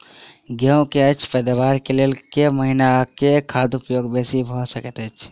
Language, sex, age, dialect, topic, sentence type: Maithili, male, 18-24, Southern/Standard, agriculture, question